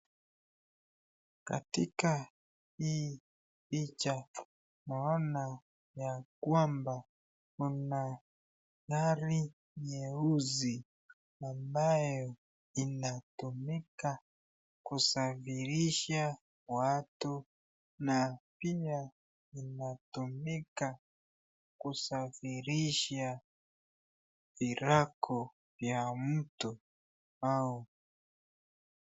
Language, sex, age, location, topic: Swahili, female, 36-49, Nakuru, finance